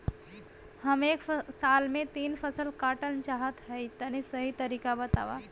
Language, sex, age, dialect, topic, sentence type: Bhojpuri, female, <18, Western, agriculture, question